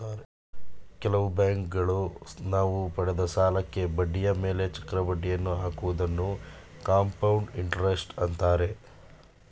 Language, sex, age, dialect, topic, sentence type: Kannada, male, 18-24, Mysore Kannada, banking, statement